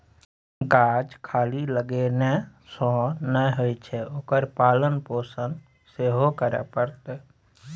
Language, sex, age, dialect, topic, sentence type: Maithili, male, 25-30, Bajjika, agriculture, statement